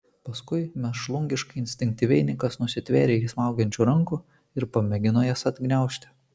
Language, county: Lithuanian, Kaunas